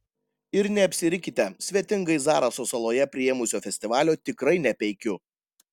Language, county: Lithuanian, Panevėžys